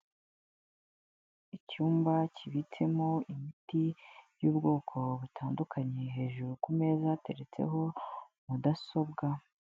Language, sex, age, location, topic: Kinyarwanda, female, 18-24, Kigali, health